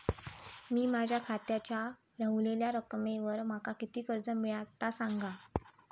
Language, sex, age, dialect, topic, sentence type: Marathi, female, 18-24, Southern Konkan, banking, question